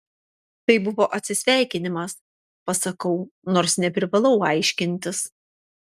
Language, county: Lithuanian, Panevėžys